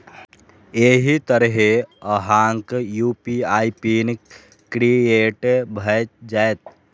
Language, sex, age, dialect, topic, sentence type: Maithili, male, 18-24, Eastern / Thethi, banking, statement